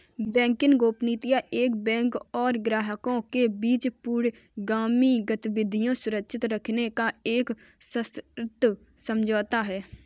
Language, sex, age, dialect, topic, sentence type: Hindi, female, 18-24, Kanauji Braj Bhasha, banking, statement